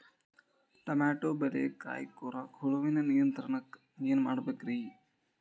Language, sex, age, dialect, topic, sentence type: Kannada, male, 18-24, Dharwad Kannada, agriculture, question